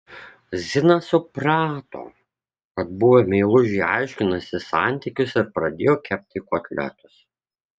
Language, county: Lithuanian, Kaunas